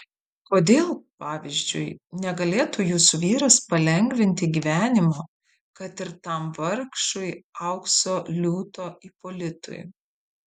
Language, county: Lithuanian, Vilnius